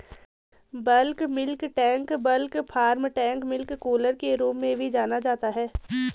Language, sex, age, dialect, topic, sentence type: Hindi, female, 18-24, Garhwali, agriculture, statement